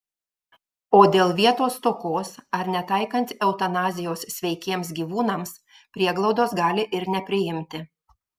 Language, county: Lithuanian, Marijampolė